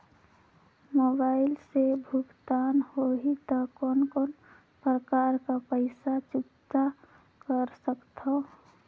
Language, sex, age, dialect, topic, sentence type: Chhattisgarhi, female, 18-24, Northern/Bhandar, banking, question